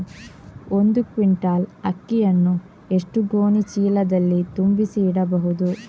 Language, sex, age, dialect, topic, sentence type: Kannada, female, 18-24, Coastal/Dakshin, agriculture, question